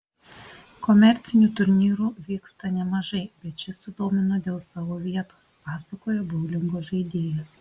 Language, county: Lithuanian, Alytus